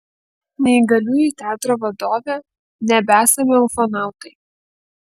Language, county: Lithuanian, Kaunas